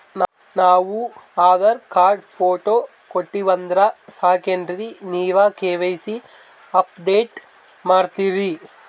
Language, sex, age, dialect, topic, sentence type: Kannada, male, 18-24, Northeastern, banking, question